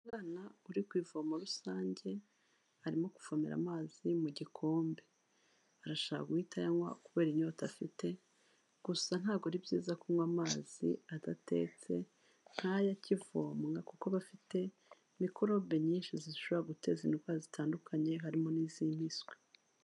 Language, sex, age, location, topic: Kinyarwanda, female, 36-49, Kigali, health